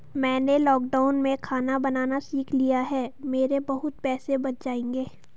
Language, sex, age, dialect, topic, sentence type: Hindi, female, 51-55, Hindustani Malvi Khadi Boli, banking, statement